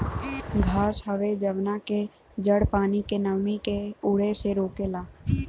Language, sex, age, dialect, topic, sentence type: Bhojpuri, female, 18-24, Western, agriculture, statement